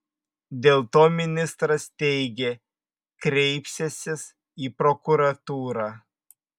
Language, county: Lithuanian, Vilnius